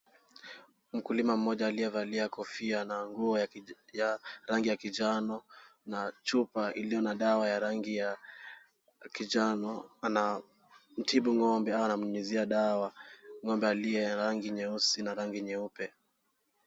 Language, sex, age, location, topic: Swahili, male, 18-24, Kisumu, agriculture